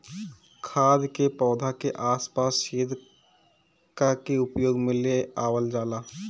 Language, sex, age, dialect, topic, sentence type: Bhojpuri, male, 18-24, Northern, agriculture, statement